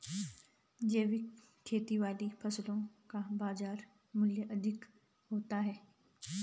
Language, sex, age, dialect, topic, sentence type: Hindi, female, 36-40, Garhwali, agriculture, statement